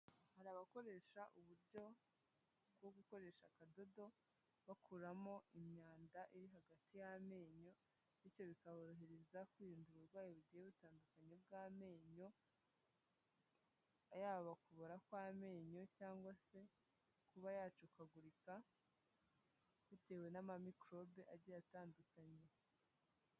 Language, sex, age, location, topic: Kinyarwanda, female, 18-24, Huye, health